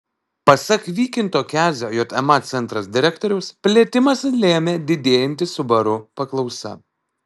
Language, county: Lithuanian, Alytus